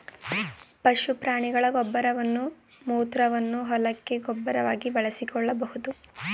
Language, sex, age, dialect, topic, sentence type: Kannada, female, 18-24, Mysore Kannada, agriculture, statement